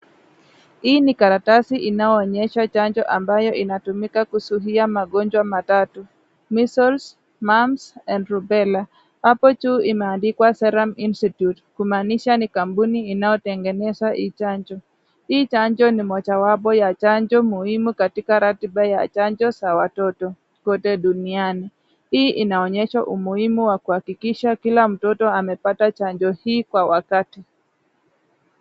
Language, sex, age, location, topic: Swahili, female, 25-35, Nakuru, health